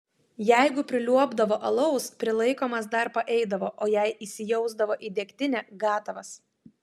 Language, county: Lithuanian, Klaipėda